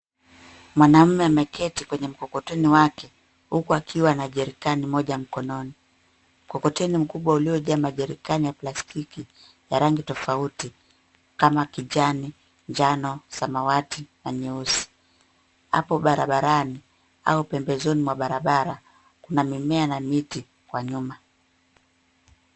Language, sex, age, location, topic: Swahili, female, 36-49, Nairobi, government